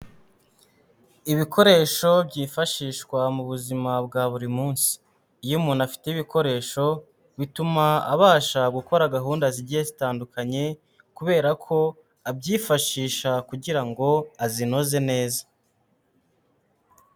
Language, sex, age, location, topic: Kinyarwanda, male, 25-35, Huye, health